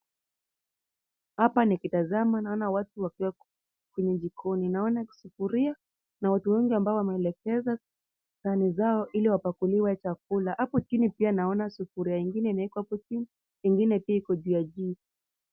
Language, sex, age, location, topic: Swahili, female, 25-35, Kisumu, agriculture